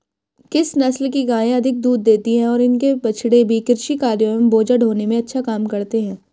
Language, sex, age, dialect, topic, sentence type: Hindi, female, 18-24, Hindustani Malvi Khadi Boli, agriculture, question